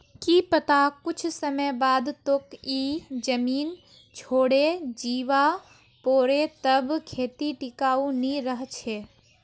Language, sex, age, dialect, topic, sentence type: Magahi, female, 18-24, Northeastern/Surjapuri, agriculture, statement